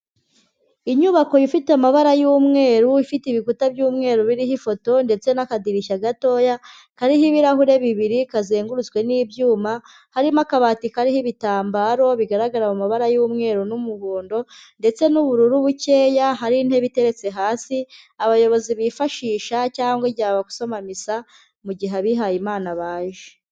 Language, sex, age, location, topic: Kinyarwanda, female, 18-24, Huye, education